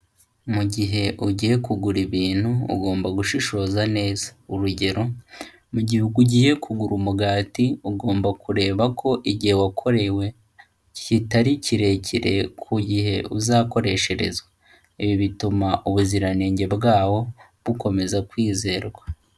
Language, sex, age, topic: Kinyarwanda, male, 18-24, finance